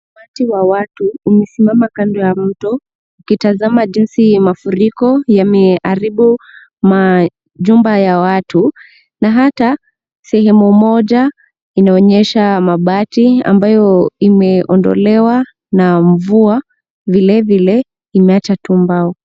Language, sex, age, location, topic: Swahili, female, 18-24, Nairobi, government